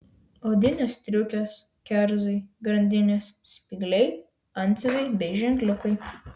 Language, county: Lithuanian, Vilnius